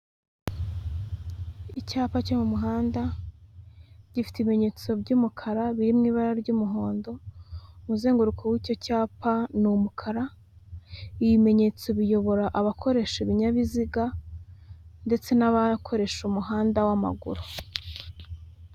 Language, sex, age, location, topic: Kinyarwanda, female, 18-24, Huye, government